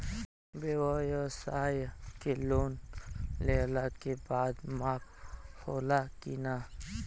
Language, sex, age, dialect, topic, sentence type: Bhojpuri, male, 18-24, Western, banking, question